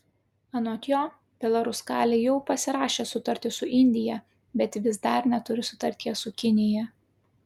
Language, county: Lithuanian, Klaipėda